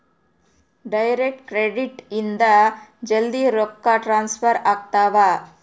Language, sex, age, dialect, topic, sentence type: Kannada, female, 36-40, Central, banking, statement